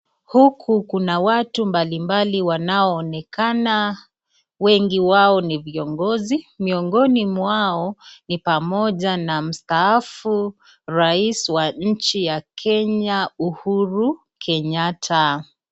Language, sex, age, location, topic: Swahili, female, 36-49, Nakuru, government